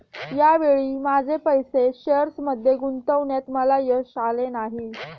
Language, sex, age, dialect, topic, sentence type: Marathi, female, 18-24, Standard Marathi, banking, statement